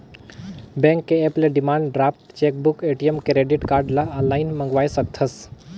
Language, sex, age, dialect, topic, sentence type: Chhattisgarhi, male, 18-24, Northern/Bhandar, banking, statement